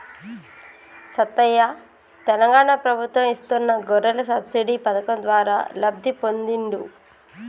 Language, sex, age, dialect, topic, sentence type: Telugu, female, 36-40, Telangana, banking, statement